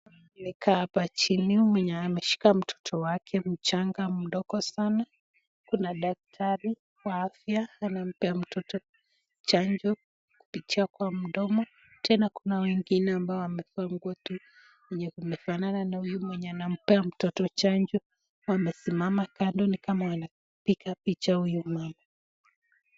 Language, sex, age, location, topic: Swahili, female, 18-24, Nakuru, health